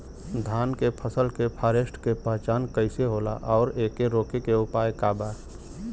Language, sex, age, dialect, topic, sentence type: Bhojpuri, male, 31-35, Western, agriculture, question